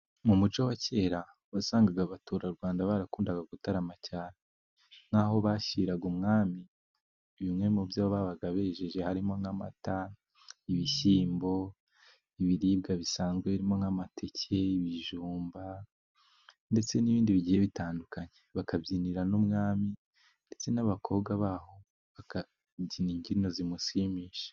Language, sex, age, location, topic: Kinyarwanda, male, 18-24, Musanze, government